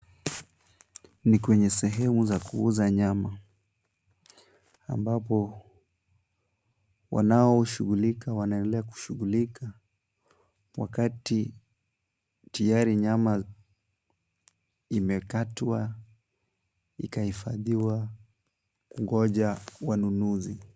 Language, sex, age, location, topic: Swahili, male, 18-24, Kisumu, finance